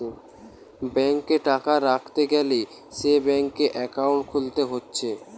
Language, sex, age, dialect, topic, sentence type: Bengali, male, <18, Western, banking, statement